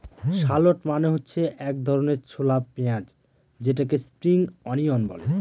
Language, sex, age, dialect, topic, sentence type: Bengali, male, 31-35, Northern/Varendri, agriculture, statement